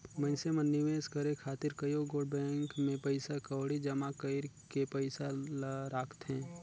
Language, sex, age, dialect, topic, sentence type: Chhattisgarhi, male, 36-40, Northern/Bhandar, banking, statement